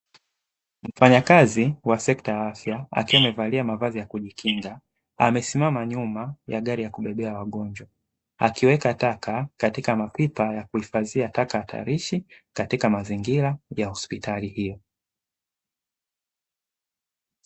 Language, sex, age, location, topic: Swahili, male, 25-35, Dar es Salaam, government